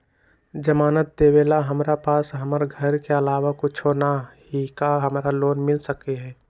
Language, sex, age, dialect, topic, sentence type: Magahi, male, 18-24, Western, banking, question